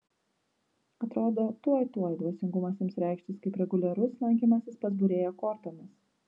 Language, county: Lithuanian, Vilnius